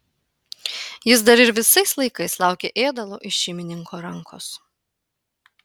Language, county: Lithuanian, Panevėžys